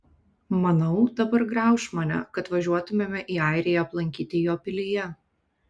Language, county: Lithuanian, Kaunas